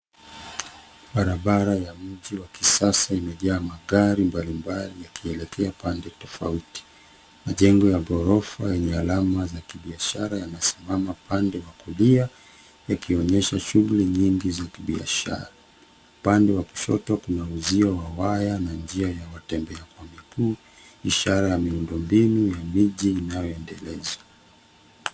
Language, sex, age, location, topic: Swahili, male, 36-49, Nairobi, government